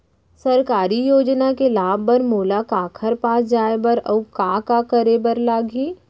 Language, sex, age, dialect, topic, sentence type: Chhattisgarhi, female, 25-30, Central, agriculture, question